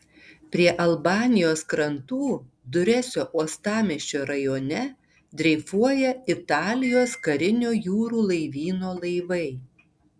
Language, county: Lithuanian, Tauragė